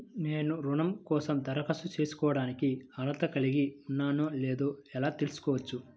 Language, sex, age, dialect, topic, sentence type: Telugu, male, 18-24, Central/Coastal, banking, statement